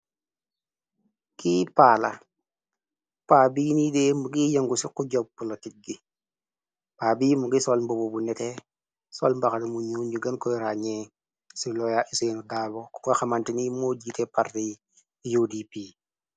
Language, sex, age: Wolof, male, 25-35